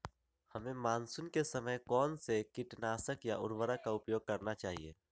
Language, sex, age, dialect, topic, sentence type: Magahi, male, 18-24, Western, agriculture, question